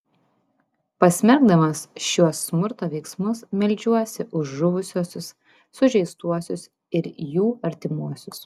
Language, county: Lithuanian, Vilnius